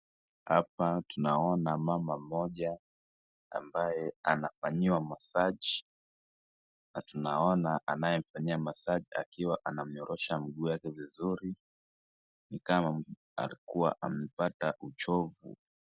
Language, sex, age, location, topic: Swahili, female, 36-49, Wajir, health